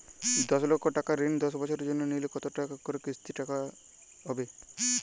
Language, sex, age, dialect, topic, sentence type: Bengali, male, 18-24, Jharkhandi, banking, question